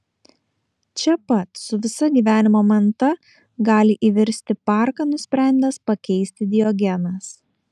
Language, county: Lithuanian, Kaunas